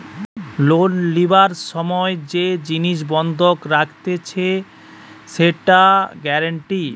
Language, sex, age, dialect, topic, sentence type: Bengali, male, 31-35, Western, banking, statement